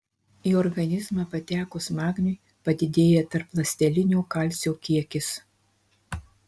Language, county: Lithuanian, Marijampolė